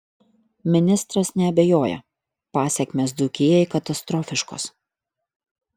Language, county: Lithuanian, Utena